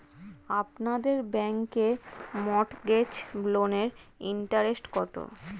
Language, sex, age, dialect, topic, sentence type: Bengali, female, 25-30, Standard Colloquial, banking, question